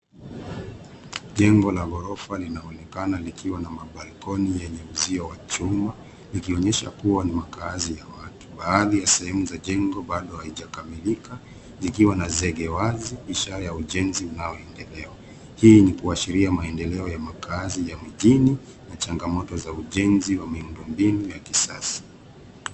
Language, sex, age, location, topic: Swahili, male, 36-49, Nairobi, finance